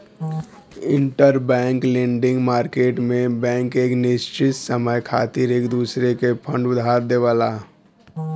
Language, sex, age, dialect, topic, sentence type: Bhojpuri, male, 36-40, Western, banking, statement